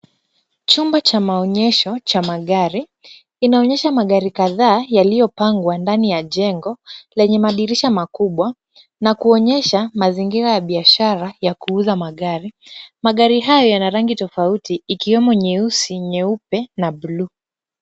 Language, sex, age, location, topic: Swahili, female, 25-35, Kisumu, finance